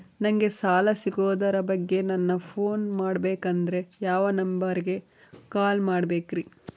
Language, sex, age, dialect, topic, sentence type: Kannada, female, 36-40, Central, banking, question